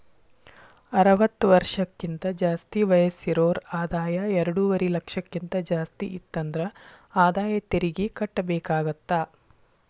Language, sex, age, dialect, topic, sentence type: Kannada, female, 41-45, Dharwad Kannada, banking, statement